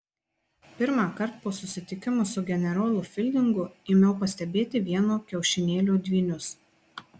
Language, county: Lithuanian, Marijampolė